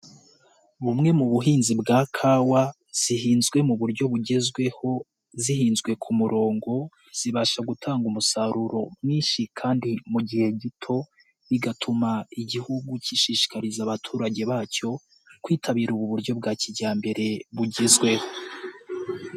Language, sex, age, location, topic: Kinyarwanda, male, 18-24, Nyagatare, agriculture